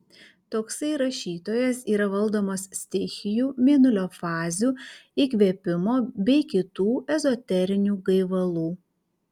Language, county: Lithuanian, Kaunas